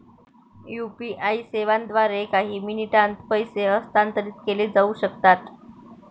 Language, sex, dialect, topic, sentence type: Marathi, female, Varhadi, banking, statement